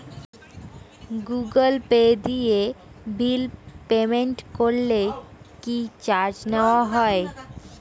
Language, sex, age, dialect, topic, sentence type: Bengali, female, <18, Rajbangshi, banking, question